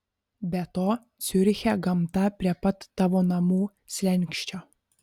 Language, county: Lithuanian, Panevėžys